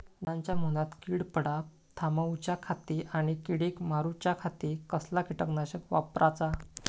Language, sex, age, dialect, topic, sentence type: Marathi, male, 25-30, Southern Konkan, agriculture, question